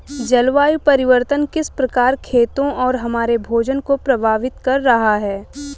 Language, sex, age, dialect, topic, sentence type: Hindi, female, 25-30, Hindustani Malvi Khadi Boli, agriculture, question